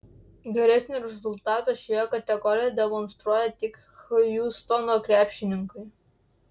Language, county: Lithuanian, Klaipėda